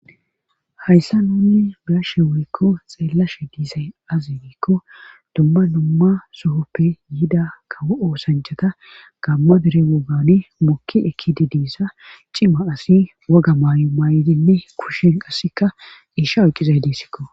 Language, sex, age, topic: Gamo, female, 18-24, government